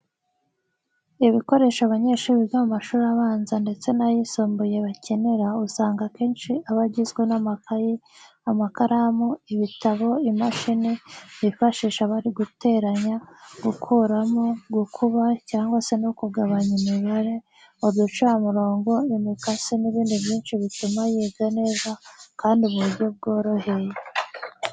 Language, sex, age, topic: Kinyarwanda, female, 25-35, education